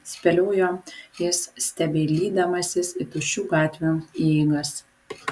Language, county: Lithuanian, Vilnius